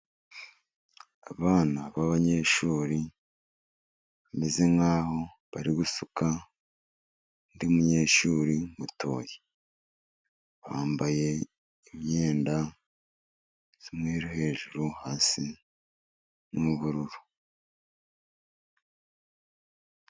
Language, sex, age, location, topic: Kinyarwanda, male, 50+, Musanze, education